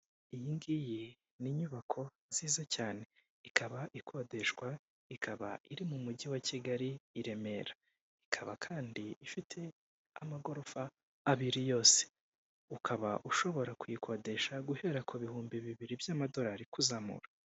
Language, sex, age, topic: Kinyarwanda, male, 18-24, finance